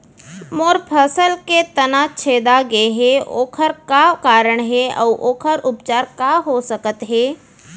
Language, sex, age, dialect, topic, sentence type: Chhattisgarhi, female, 41-45, Central, agriculture, question